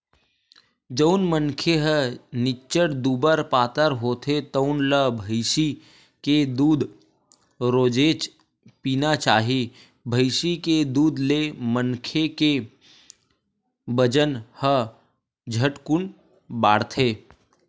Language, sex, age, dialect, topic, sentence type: Chhattisgarhi, male, 18-24, Western/Budati/Khatahi, agriculture, statement